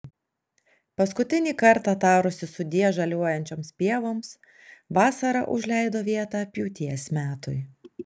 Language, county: Lithuanian, Alytus